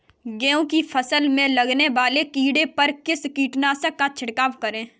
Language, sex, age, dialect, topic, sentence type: Hindi, female, 18-24, Kanauji Braj Bhasha, agriculture, question